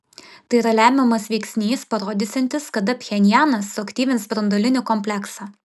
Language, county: Lithuanian, Vilnius